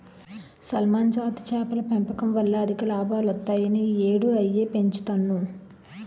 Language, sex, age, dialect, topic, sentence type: Telugu, female, 31-35, Utterandhra, agriculture, statement